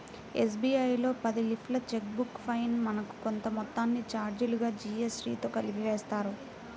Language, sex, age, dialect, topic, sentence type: Telugu, female, 18-24, Central/Coastal, banking, statement